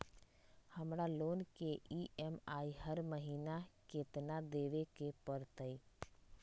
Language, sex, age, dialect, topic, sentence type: Magahi, female, 25-30, Western, banking, question